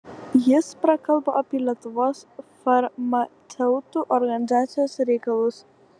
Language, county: Lithuanian, Kaunas